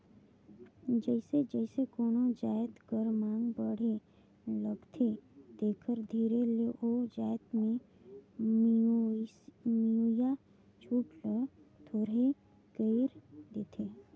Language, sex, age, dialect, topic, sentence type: Chhattisgarhi, female, 56-60, Northern/Bhandar, banking, statement